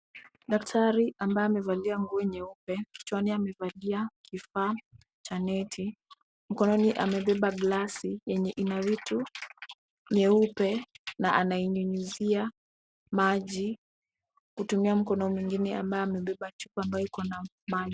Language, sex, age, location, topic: Swahili, female, 18-24, Kisumu, agriculture